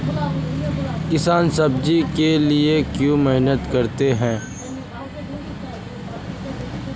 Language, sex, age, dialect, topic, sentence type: Magahi, female, 18-24, Central/Standard, agriculture, question